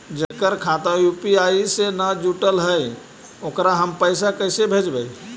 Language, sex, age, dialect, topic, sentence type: Magahi, male, 25-30, Central/Standard, banking, question